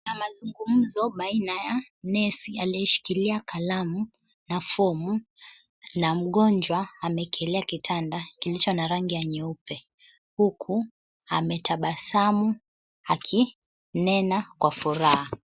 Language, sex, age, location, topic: Swahili, female, 25-35, Mombasa, health